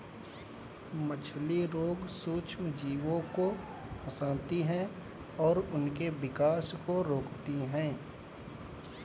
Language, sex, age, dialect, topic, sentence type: Hindi, male, 18-24, Kanauji Braj Bhasha, agriculture, statement